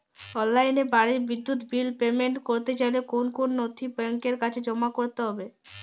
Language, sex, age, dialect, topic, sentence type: Bengali, female, 18-24, Jharkhandi, banking, question